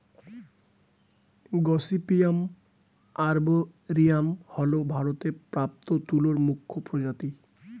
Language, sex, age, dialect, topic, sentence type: Bengali, male, 25-30, Standard Colloquial, agriculture, statement